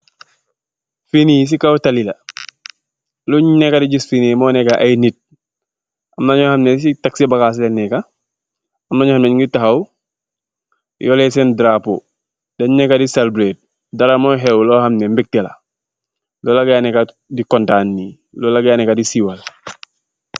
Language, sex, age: Wolof, male, 25-35